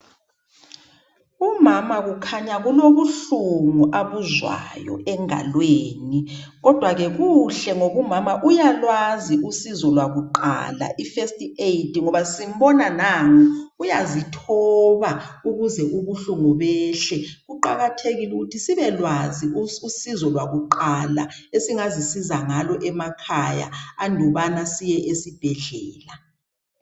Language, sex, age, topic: North Ndebele, male, 36-49, health